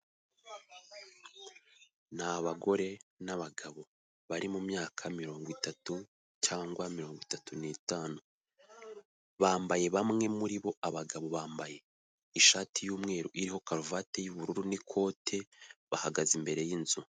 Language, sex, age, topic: Kinyarwanda, male, 18-24, government